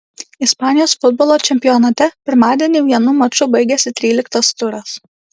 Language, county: Lithuanian, Klaipėda